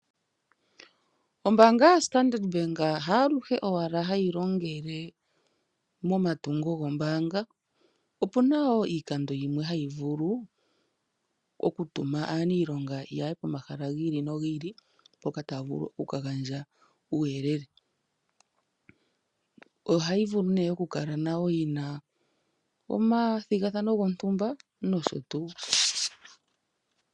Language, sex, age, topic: Oshiwambo, female, 25-35, finance